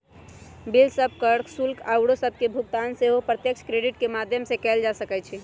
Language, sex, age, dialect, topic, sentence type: Magahi, male, 18-24, Western, banking, statement